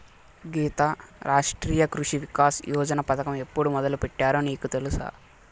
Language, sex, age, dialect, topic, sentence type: Telugu, male, 18-24, Southern, agriculture, statement